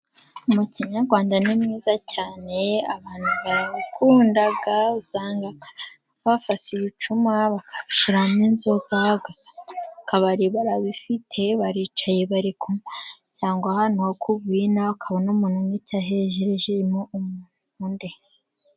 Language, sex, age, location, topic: Kinyarwanda, female, 25-35, Musanze, government